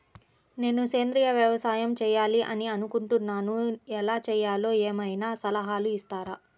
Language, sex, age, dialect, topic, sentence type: Telugu, female, 31-35, Central/Coastal, agriculture, question